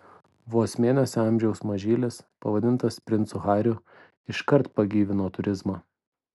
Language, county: Lithuanian, Vilnius